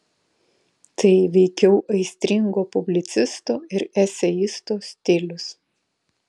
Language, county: Lithuanian, Vilnius